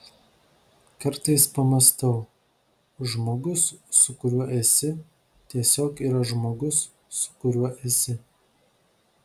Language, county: Lithuanian, Vilnius